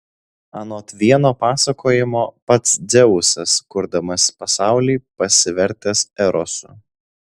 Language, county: Lithuanian, Alytus